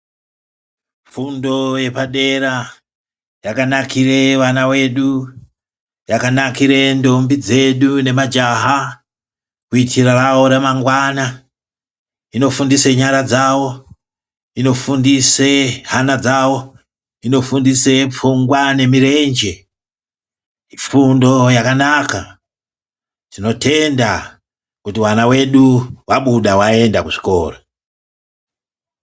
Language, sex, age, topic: Ndau, female, 25-35, education